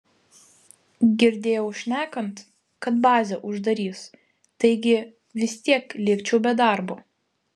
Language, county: Lithuanian, Vilnius